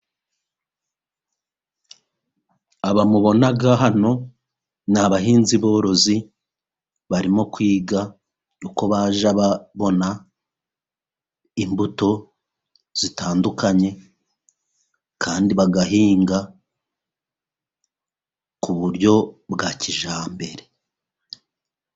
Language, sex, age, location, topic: Kinyarwanda, male, 36-49, Musanze, agriculture